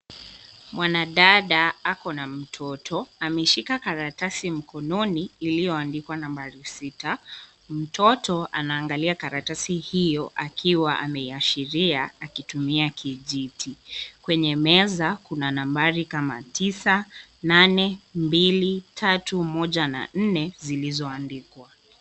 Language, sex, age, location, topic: Swahili, female, 25-35, Nairobi, education